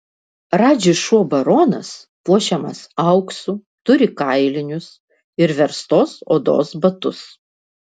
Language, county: Lithuanian, Vilnius